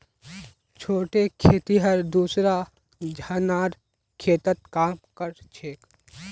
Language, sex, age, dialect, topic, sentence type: Magahi, male, 25-30, Northeastern/Surjapuri, agriculture, statement